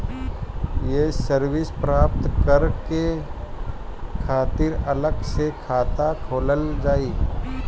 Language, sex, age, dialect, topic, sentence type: Bhojpuri, male, 60-100, Northern, banking, question